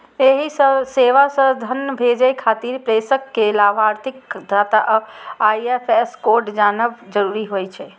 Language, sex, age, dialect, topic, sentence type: Maithili, female, 60-100, Eastern / Thethi, banking, statement